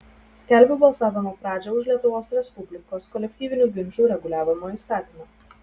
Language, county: Lithuanian, Telšiai